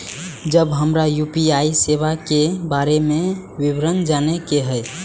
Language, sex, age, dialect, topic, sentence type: Maithili, male, 18-24, Eastern / Thethi, banking, question